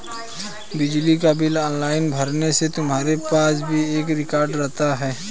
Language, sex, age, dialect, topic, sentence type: Hindi, male, 18-24, Hindustani Malvi Khadi Boli, banking, statement